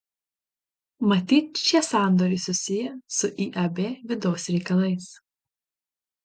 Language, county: Lithuanian, Panevėžys